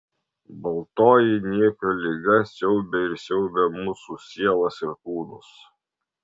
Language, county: Lithuanian, Marijampolė